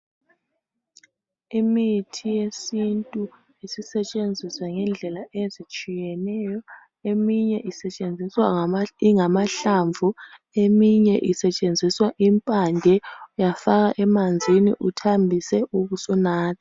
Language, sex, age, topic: North Ndebele, female, 25-35, health